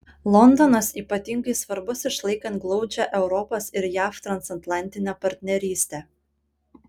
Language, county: Lithuanian, Panevėžys